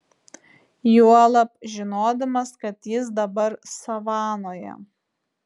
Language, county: Lithuanian, Vilnius